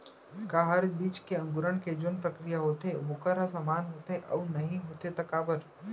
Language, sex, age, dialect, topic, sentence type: Chhattisgarhi, male, 25-30, Central, agriculture, question